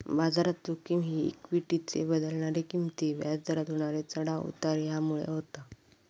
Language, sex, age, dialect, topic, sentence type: Marathi, female, 25-30, Southern Konkan, banking, statement